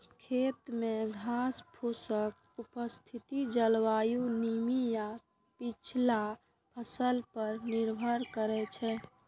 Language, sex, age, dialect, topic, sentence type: Maithili, female, 46-50, Eastern / Thethi, agriculture, statement